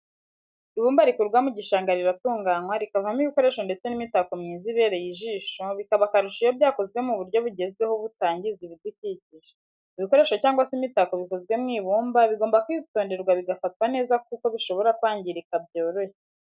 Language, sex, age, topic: Kinyarwanda, female, 18-24, education